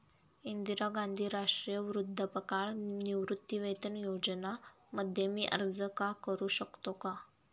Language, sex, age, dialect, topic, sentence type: Marathi, female, 31-35, Standard Marathi, banking, question